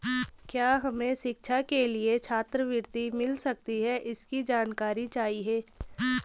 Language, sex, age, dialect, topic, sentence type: Hindi, female, 18-24, Garhwali, banking, question